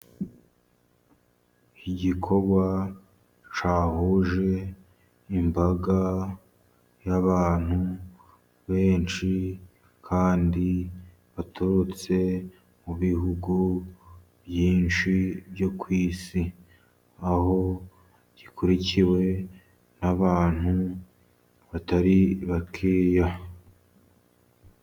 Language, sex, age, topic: Kinyarwanda, male, 50+, government